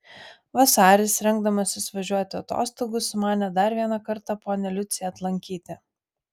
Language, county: Lithuanian, Vilnius